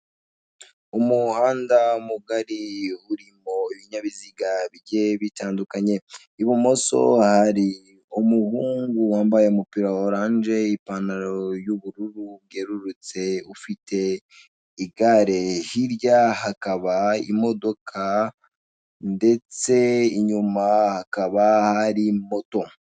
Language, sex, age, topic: Kinyarwanda, male, 18-24, government